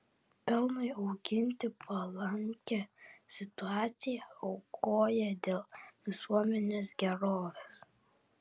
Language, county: Lithuanian, Vilnius